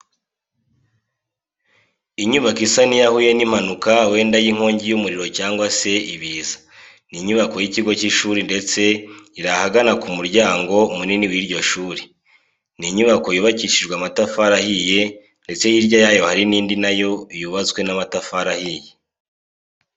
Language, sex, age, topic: Kinyarwanda, male, 18-24, education